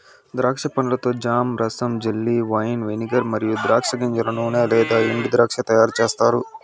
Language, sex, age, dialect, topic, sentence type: Telugu, male, 60-100, Southern, agriculture, statement